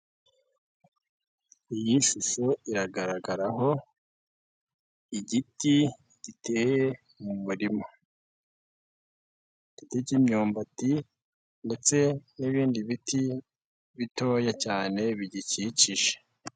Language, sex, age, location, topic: Kinyarwanda, male, 18-24, Nyagatare, agriculture